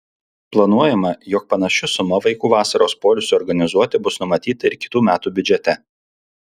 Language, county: Lithuanian, Alytus